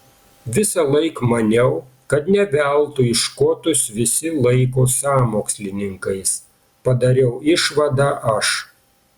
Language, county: Lithuanian, Panevėžys